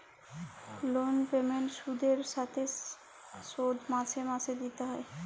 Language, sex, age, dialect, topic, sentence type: Bengali, female, 31-35, Jharkhandi, banking, statement